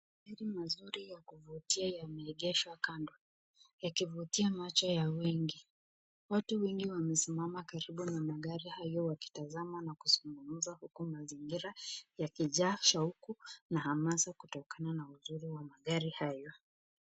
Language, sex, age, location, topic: Swahili, female, 25-35, Nakuru, finance